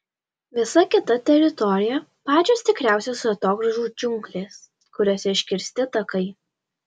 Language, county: Lithuanian, Alytus